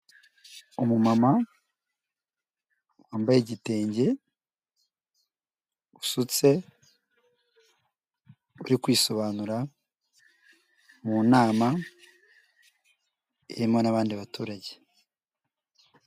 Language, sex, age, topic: Kinyarwanda, male, 18-24, government